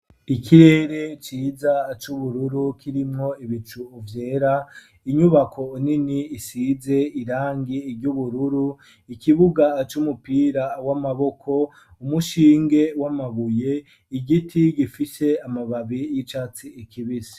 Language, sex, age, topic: Rundi, male, 25-35, education